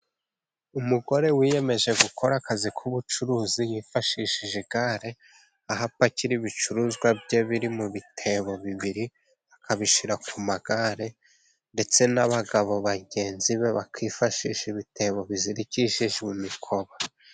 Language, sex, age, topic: Kinyarwanda, male, 25-35, government